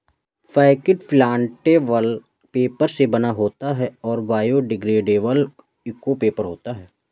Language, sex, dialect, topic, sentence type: Hindi, male, Awadhi Bundeli, agriculture, statement